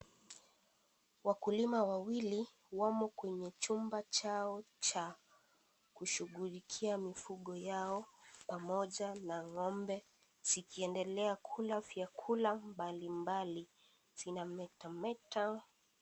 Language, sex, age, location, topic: Swahili, female, 18-24, Kisii, agriculture